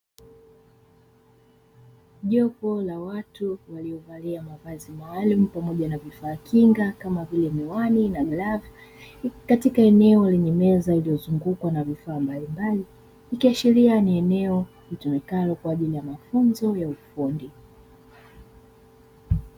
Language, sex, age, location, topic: Swahili, female, 25-35, Dar es Salaam, education